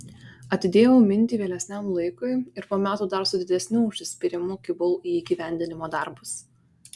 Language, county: Lithuanian, Kaunas